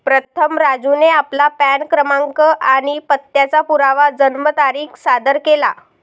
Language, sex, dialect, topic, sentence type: Marathi, female, Varhadi, banking, statement